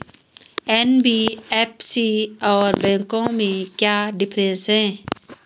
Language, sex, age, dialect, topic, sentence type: Hindi, female, 25-30, Hindustani Malvi Khadi Boli, banking, question